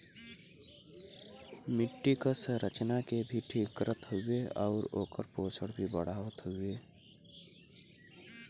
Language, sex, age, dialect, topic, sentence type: Bhojpuri, male, 18-24, Western, agriculture, statement